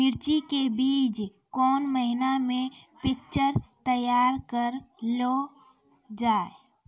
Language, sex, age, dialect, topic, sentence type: Maithili, female, 25-30, Angika, agriculture, question